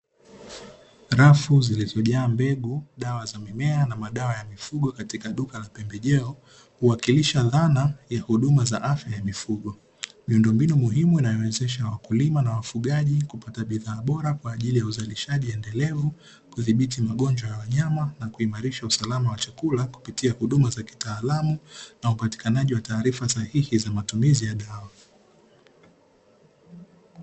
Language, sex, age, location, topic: Swahili, male, 18-24, Dar es Salaam, agriculture